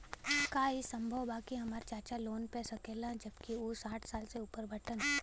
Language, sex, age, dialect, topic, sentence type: Bhojpuri, female, 18-24, Western, banking, statement